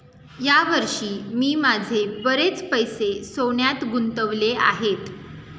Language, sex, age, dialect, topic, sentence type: Marathi, female, 18-24, Standard Marathi, banking, statement